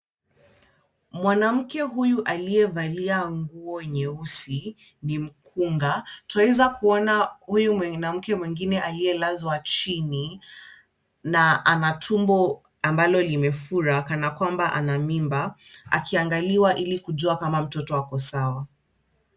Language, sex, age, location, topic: Swahili, female, 25-35, Kisumu, health